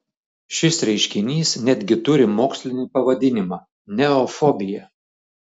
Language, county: Lithuanian, Šiauliai